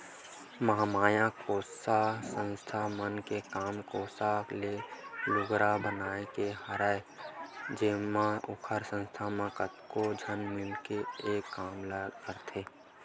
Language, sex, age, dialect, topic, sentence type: Chhattisgarhi, male, 18-24, Western/Budati/Khatahi, banking, statement